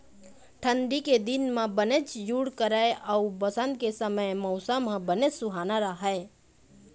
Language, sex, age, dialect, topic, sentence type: Chhattisgarhi, female, 18-24, Eastern, agriculture, statement